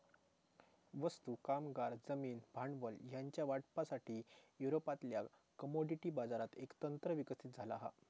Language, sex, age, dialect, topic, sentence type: Marathi, male, 18-24, Southern Konkan, banking, statement